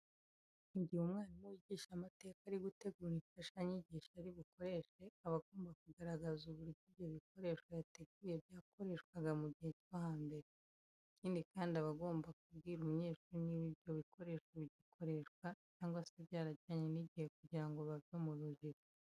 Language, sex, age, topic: Kinyarwanda, female, 25-35, education